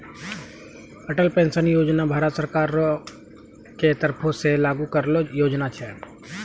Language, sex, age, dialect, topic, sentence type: Maithili, male, 25-30, Angika, banking, statement